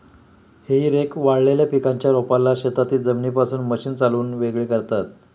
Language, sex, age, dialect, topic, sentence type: Marathi, male, 56-60, Standard Marathi, agriculture, statement